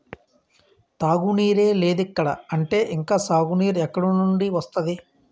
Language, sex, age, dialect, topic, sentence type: Telugu, male, 31-35, Utterandhra, agriculture, statement